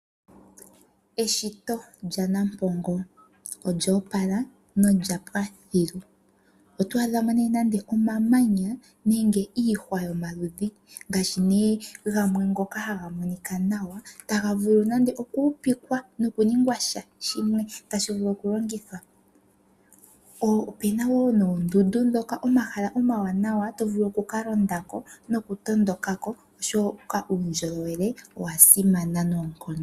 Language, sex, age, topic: Oshiwambo, female, 18-24, agriculture